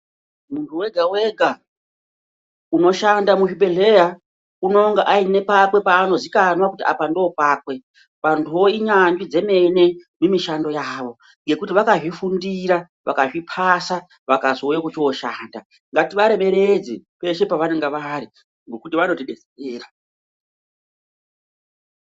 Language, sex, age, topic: Ndau, female, 36-49, health